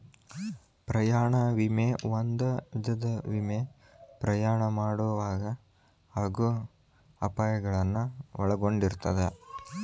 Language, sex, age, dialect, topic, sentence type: Kannada, male, 18-24, Dharwad Kannada, banking, statement